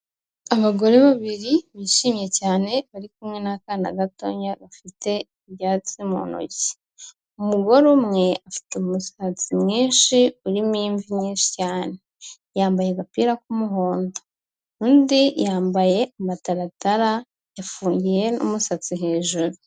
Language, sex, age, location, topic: Kinyarwanda, female, 25-35, Kigali, health